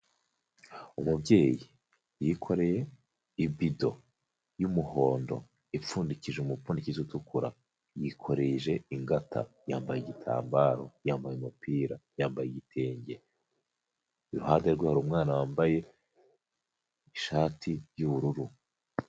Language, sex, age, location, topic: Kinyarwanda, male, 25-35, Huye, health